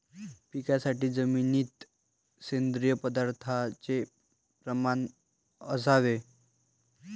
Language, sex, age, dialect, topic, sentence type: Marathi, male, 18-24, Varhadi, agriculture, statement